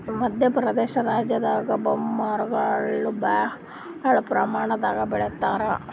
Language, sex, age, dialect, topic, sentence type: Kannada, female, 60-100, Northeastern, agriculture, statement